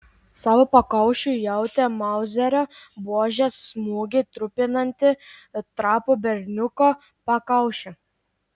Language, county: Lithuanian, Klaipėda